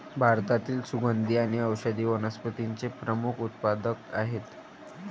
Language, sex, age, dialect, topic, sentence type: Marathi, male, 18-24, Varhadi, agriculture, statement